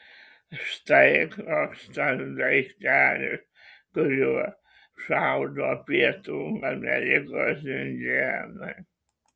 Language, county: Lithuanian, Kaunas